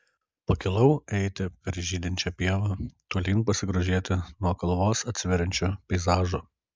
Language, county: Lithuanian, Kaunas